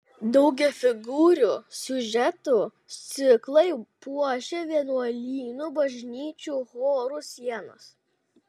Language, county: Lithuanian, Kaunas